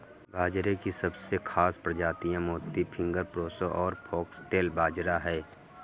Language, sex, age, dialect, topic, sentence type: Hindi, male, 51-55, Kanauji Braj Bhasha, agriculture, statement